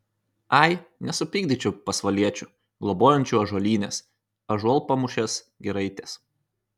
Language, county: Lithuanian, Kaunas